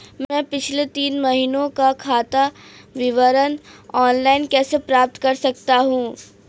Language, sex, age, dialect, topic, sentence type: Hindi, female, 18-24, Marwari Dhudhari, banking, question